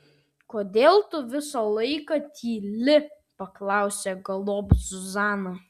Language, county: Lithuanian, Vilnius